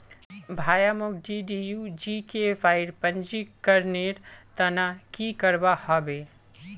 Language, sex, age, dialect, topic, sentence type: Magahi, male, 25-30, Northeastern/Surjapuri, banking, statement